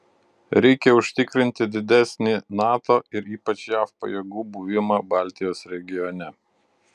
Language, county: Lithuanian, Utena